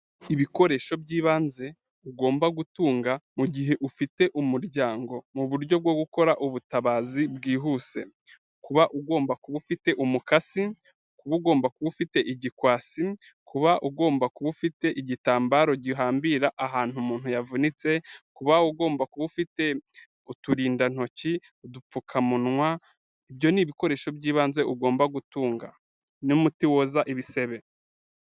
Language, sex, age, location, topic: Kinyarwanda, male, 36-49, Kigali, health